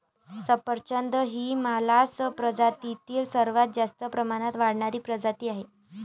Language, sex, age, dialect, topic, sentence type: Marathi, female, 18-24, Varhadi, agriculture, statement